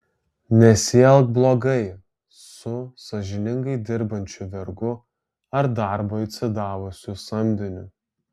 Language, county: Lithuanian, Alytus